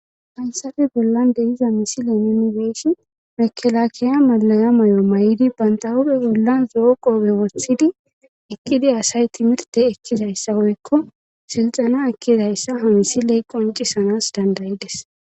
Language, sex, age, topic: Gamo, female, 18-24, government